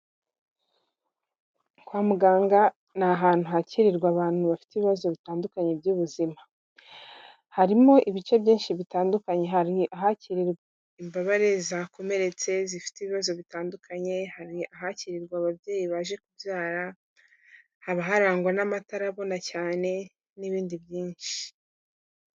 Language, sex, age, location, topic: Kinyarwanda, female, 18-24, Kigali, health